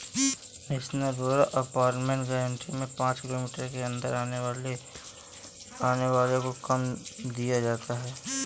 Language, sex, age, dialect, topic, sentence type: Hindi, male, 18-24, Kanauji Braj Bhasha, banking, statement